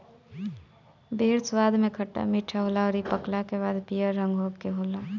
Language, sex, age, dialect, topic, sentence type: Bhojpuri, male, 18-24, Northern, agriculture, statement